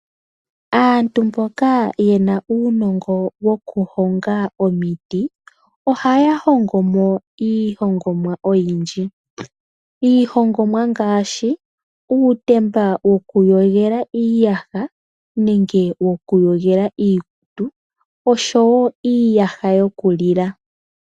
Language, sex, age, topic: Oshiwambo, female, 18-24, finance